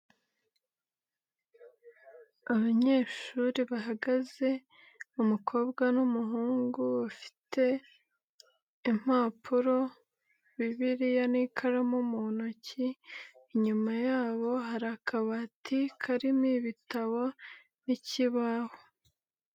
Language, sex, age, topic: Kinyarwanda, female, 18-24, education